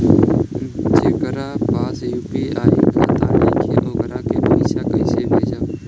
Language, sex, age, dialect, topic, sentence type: Bhojpuri, male, 18-24, Southern / Standard, banking, question